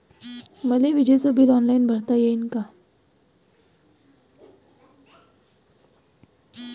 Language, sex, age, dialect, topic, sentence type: Marathi, female, 18-24, Varhadi, banking, question